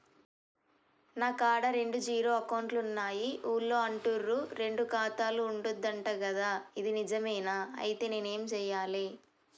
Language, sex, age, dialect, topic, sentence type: Telugu, male, 18-24, Telangana, banking, question